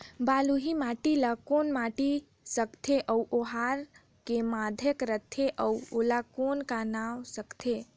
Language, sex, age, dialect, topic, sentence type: Chhattisgarhi, female, 18-24, Northern/Bhandar, agriculture, question